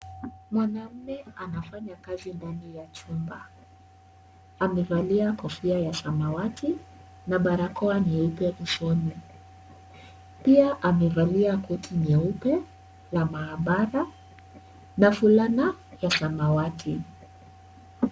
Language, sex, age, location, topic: Swahili, female, 36-49, Kisii, health